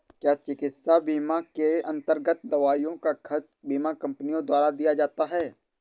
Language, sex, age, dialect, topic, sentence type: Hindi, male, 18-24, Awadhi Bundeli, banking, question